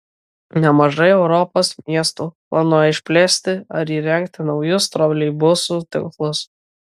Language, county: Lithuanian, Kaunas